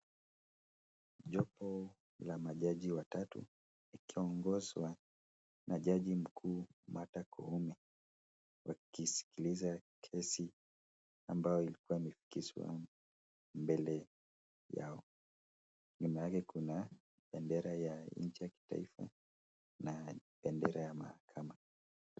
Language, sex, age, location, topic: Swahili, male, 25-35, Nakuru, government